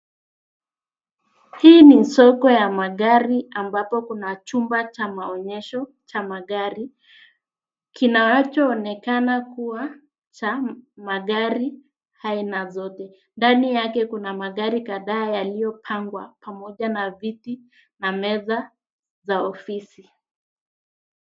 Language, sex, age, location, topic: Swahili, female, 50+, Nairobi, finance